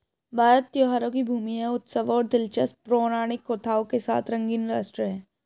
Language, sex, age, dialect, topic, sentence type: Hindi, female, 18-24, Hindustani Malvi Khadi Boli, agriculture, statement